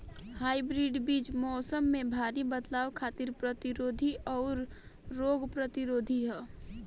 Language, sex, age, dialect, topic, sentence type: Bhojpuri, female, 18-24, Northern, agriculture, statement